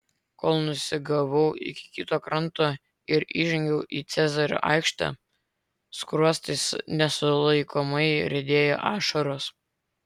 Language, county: Lithuanian, Vilnius